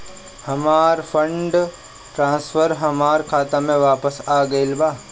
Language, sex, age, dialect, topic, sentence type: Bhojpuri, female, 31-35, Northern, banking, statement